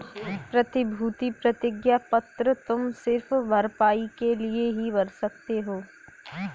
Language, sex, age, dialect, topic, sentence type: Hindi, female, 18-24, Kanauji Braj Bhasha, banking, statement